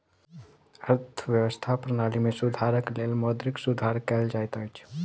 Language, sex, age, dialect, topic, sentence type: Maithili, male, 18-24, Southern/Standard, banking, statement